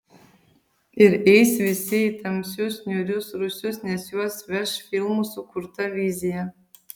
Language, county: Lithuanian, Vilnius